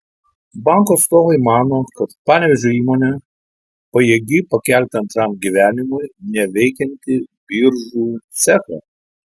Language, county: Lithuanian, Telšiai